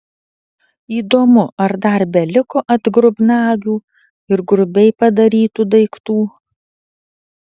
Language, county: Lithuanian, Vilnius